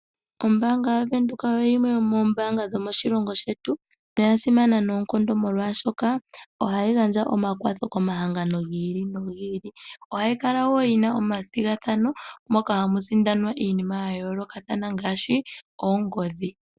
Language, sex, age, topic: Oshiwambo, female, 18-24, finance